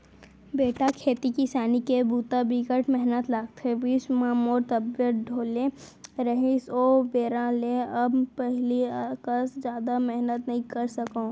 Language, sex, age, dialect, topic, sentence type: Chhattisgarhi, female, 18-24, Central, agriculture, statement